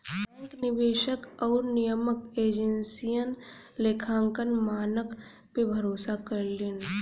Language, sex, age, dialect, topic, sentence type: Bhojpuri, female, 25-30, Western, banking, statement